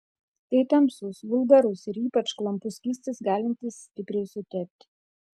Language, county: Lithuanian, Kaunas